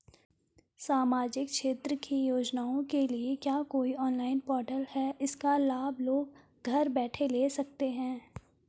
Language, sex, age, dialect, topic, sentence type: Hindi, female, 18-24, Garhwali, banking, question